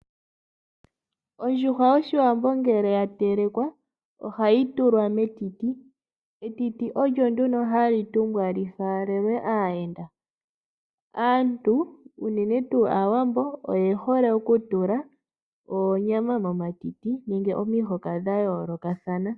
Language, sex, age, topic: Oshiwambo, female, 18-24, agriculture